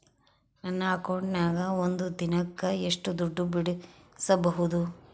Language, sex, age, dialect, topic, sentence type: Kannada, female, 25-30, Central, banking, question